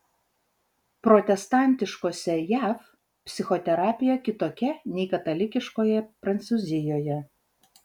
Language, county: Lithuanian, Vilnius